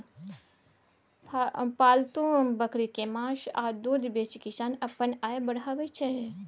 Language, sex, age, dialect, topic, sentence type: Maithili, female, 25-30, Bajjika, agriculture, statement